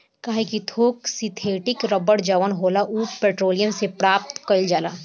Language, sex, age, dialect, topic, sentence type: Bhojpuri, female, 18-24, Southern / Standard, agriculture, statement